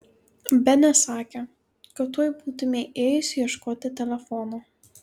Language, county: Lithuanian, Kaunas